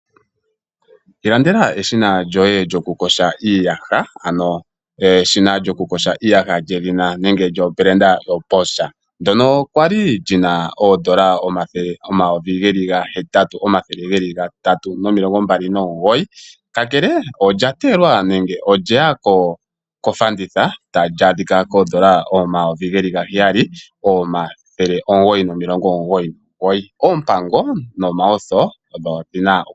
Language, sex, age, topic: Oshiwambo, male, 25-35, finance